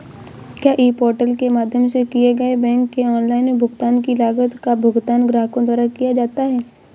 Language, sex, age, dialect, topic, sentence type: Hindi, female, 18-24, Awadhi Bundeli, banking, question